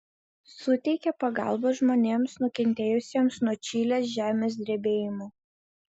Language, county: Lithuanian, Vilnius